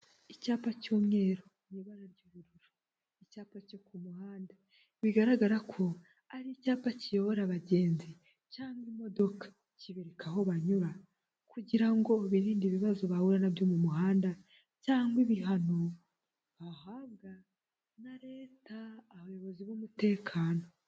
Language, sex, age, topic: Kinyarwanda, female, 18-24, government